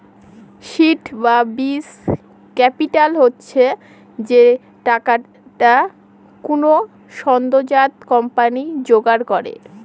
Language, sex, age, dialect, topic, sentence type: Bengali, female, 18-24, Northern/Varendri, banking, statement